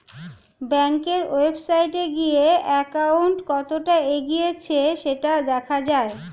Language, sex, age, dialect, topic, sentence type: Bengali, female, <18, Standard Colloquial, banking, statement